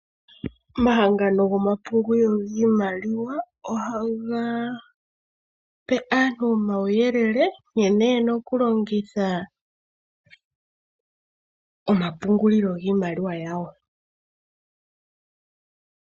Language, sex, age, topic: Oshiwambo, female, 18-24, finance